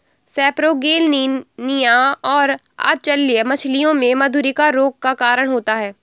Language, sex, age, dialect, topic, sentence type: Hindi, female, 60-100, Awadhi Bundeli, agriculture, statement